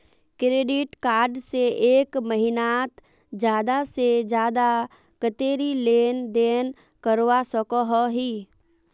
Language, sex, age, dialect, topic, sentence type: Magahi, female, 18-24, Northeastern/Surjapuri, banking, question